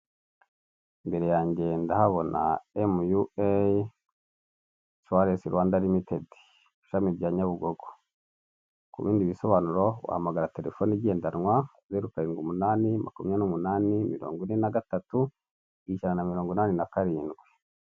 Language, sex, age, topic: Kinyarwanda, male, 25-35, finance